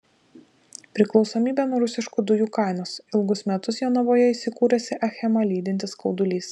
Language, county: Lithuanian, Vilnius